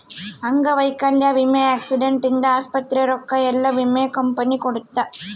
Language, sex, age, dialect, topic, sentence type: Kannada, female, 18-24, Central, banking, statement